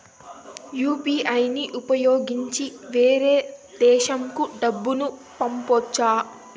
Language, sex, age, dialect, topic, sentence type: Telugu, female, 18-24, Southern, banking, question